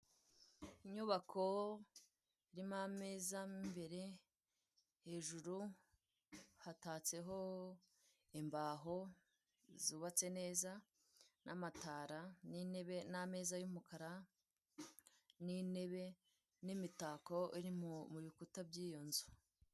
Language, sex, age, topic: Kinyarwanda, female, 18-24, finance